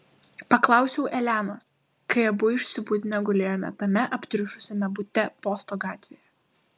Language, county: Lithuanian, Klaipėda